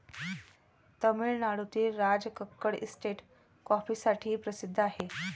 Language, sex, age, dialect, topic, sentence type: Marathi, male, 36-40, Standard Marathi, agriculture, statement